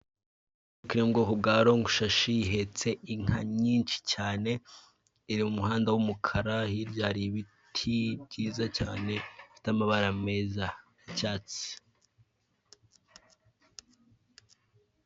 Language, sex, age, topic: Kinyarwanda, male, 18-24, government